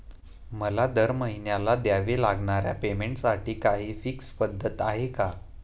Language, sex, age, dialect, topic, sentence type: Marathi, male, 18-24, Standard Marathi, banking, question